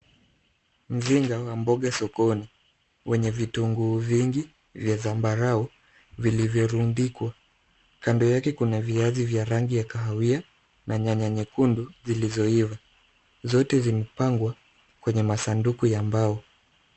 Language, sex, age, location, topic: Swahili, male, 25-35, Kisumu, finance